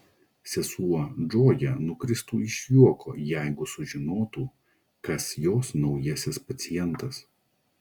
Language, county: Lithuanian, Klaipėda